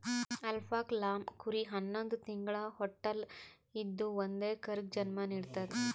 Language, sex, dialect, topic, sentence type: Kannada, female, Northeastern, agriculture, statement